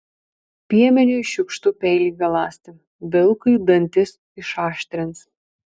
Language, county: Lithuanian, Marijampolė